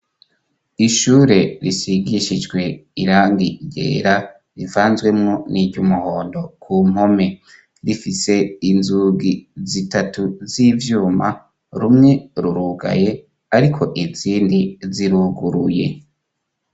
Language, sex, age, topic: Rundi, male, 25-35, education